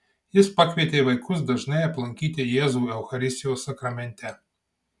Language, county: Lithuanian, Marijampolė